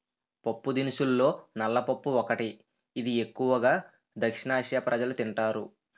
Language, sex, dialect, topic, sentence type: Telugu, male, Utterandhra, agriculture, statement